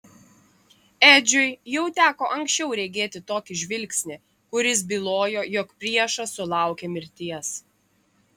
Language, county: Lithuanian, Klaipėda